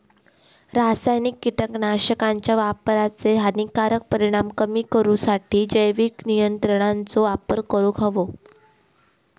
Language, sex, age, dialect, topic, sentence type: Marathi, female, 31-35, Southern Konkan, agriculture, statement